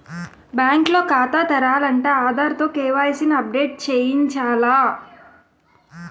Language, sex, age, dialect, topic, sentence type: Telugu, female, 25-30, Utterandhra, banking, statement